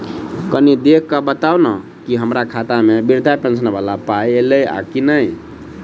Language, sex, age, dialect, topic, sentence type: Maithili, male, 25-30, Southern/Standard, banking, question